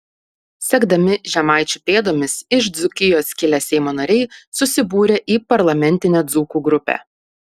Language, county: Lithuanian, Panevėžys